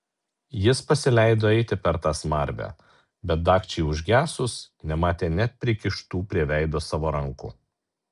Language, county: Lithuanian, Alytus